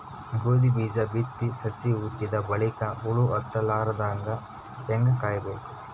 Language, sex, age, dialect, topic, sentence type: Kannada, female, 25-30, Northeastern, agriculture, question